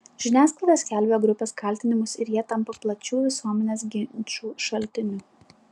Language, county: Lithuanian, Klaipėda